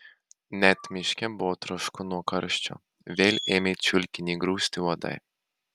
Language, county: Lithuanian, Marijampolė